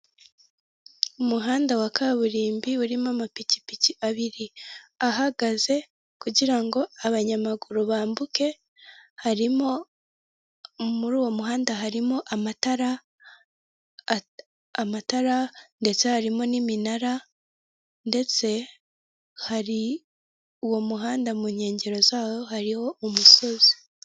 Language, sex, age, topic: Kinyarwanda, female, 18-24, government